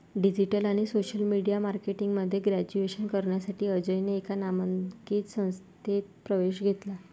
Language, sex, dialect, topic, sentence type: Marathi, female, Varhadi, banking, statement